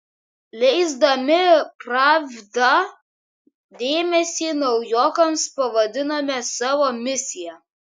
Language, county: Lithuanian, Kaunas